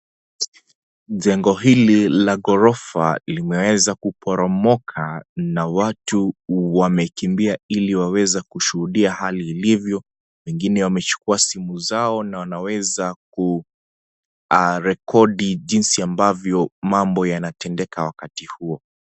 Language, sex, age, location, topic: Swahili, male, 25-35, Kisii, health